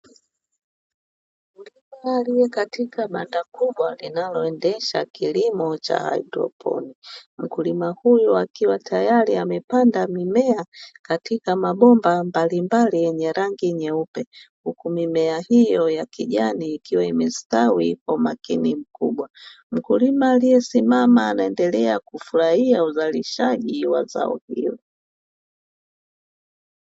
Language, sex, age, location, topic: Swahili, female, 25-35, Dar es Salaam, agriculture